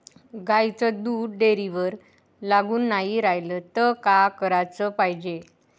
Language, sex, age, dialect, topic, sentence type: Marathi, female, 18-24, Varhadi, agriculture, question